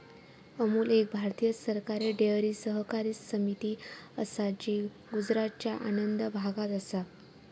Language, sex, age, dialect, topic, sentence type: Marathi, female, 25-30, Southern Konkan, agriculture, statement